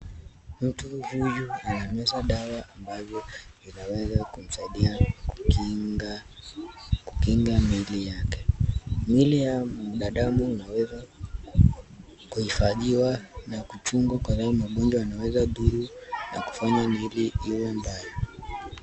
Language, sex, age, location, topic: Swahili, male, 18-24, Nakuru, health